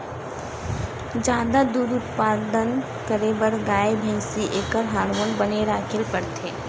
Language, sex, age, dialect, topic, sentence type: Chhattisgarhi, female, 18-24, Western/Budati/Khatahi, agriculture, statement